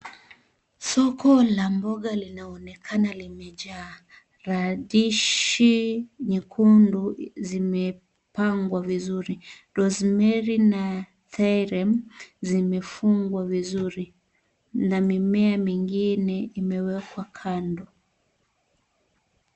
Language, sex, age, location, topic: Swahili, female, 25-35, Kisii, finance